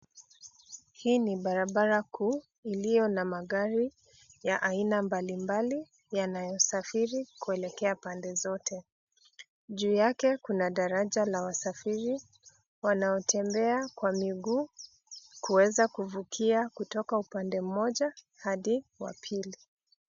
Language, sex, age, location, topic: Swahili, female, 36-49, Nairobi, government